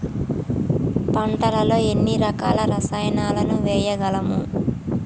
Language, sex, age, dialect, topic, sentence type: Telugu, female, 25-30, Telangana, agriculture, question